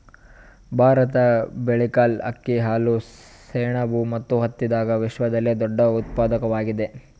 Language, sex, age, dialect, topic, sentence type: Kannada, male, 18-24, Northeastern, agriculture, statement